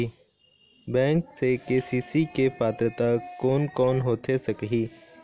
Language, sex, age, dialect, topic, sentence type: Chhattisgarhi, male, 18-24, Eastern, banking, question